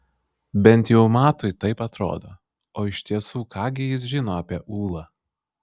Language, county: Lithuanian, Vilnius